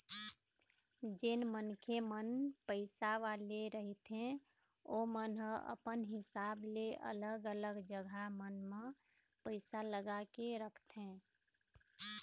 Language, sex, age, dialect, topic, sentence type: Chhattisgarhi, female, 56-60, Eastern, banking, statement